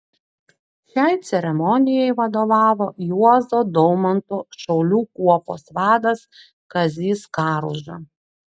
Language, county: Lithuanian, Klaipėda